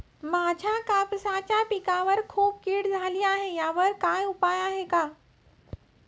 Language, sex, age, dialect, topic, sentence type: Marathi, female, 36-40, Standard Marathi, agriculture, question